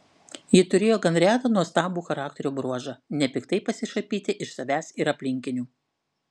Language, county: Lithuanian, Klaipėda